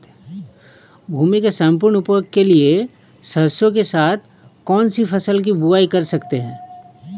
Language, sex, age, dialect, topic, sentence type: Hindi, male, 31-35, Awadhi Bundeli, agriculture, question